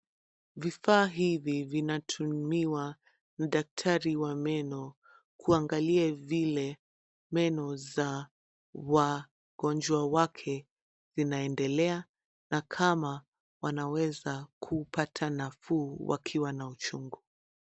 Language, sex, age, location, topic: Swahili, female, 25-35, Nairobi, health